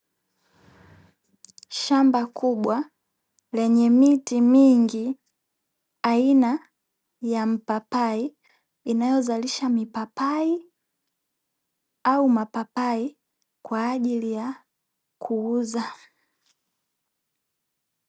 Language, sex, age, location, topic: Swahili, female, 18-24, Dar es Salaam, agriculture